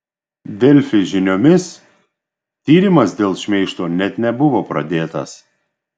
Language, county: Lithuanian, Šiauliai